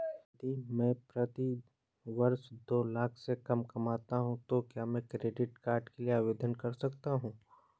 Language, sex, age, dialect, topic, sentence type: Hindi, male, 18-24, Awadhi Bundeli, banking, question